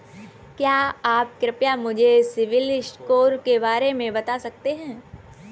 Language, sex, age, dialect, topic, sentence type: Hindi, female, 18-24, Kanauji Braj Bhasha, banking, statement